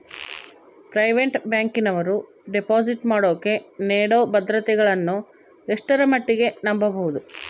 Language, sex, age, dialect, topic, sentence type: Kannada, female, 31-35, Central, banking, question